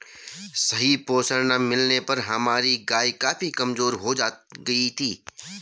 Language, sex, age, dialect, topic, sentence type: Hindi, male, 31-35, Garhwali, agriculture, statement